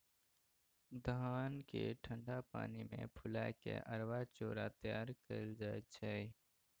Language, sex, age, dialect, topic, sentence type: Maithili, male, 18-24, Bajjika, agriculture, statement